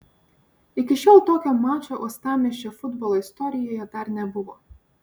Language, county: Lithuanian, Vilnius